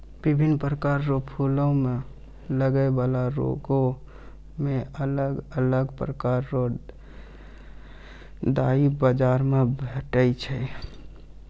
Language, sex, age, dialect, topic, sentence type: Maithili, male, 31-35, Angika, agriculture, statement